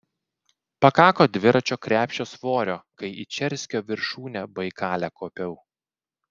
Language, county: Lithuanian, Klaipėda